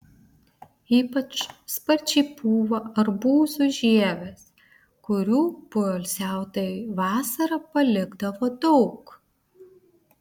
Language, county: Lithuanian, Vilnius